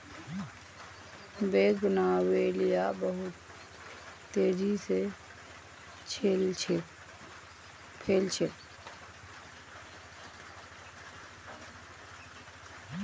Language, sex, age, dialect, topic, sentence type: Magahi, female, 25-30, Northeastern/Surjapuri, agriculture, statement